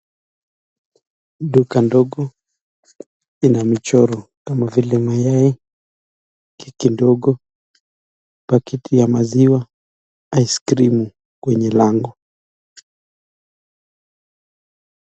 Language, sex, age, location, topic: Swahili, male, 25-35, Nakuru, finance